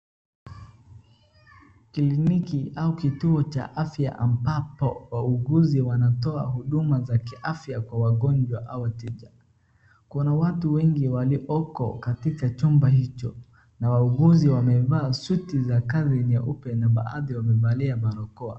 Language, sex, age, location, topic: Swahili, male, 36-49, Wajir, health